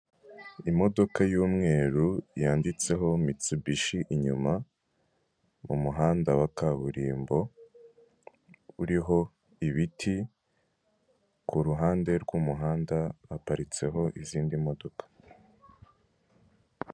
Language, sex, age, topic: Kinyarwanda, male, 18-24, government